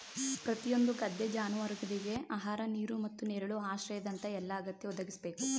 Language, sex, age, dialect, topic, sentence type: Kannada, male, 31-35, Mysore Kannada, agriculture, statement